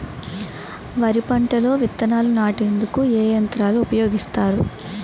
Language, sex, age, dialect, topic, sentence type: Telugu, female, 18-24, Utterandhra, agriculture, question